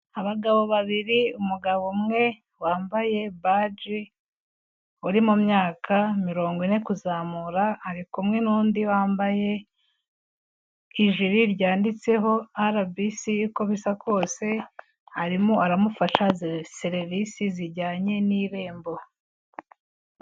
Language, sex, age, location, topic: Kinyarwanda, female, 18-24, Kigali, health